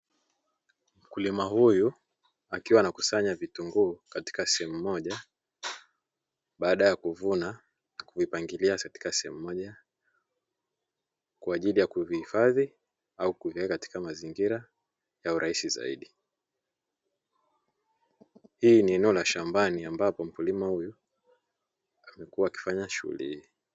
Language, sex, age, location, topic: Swahili, male, 25-35, Dar es Salaam, agriculture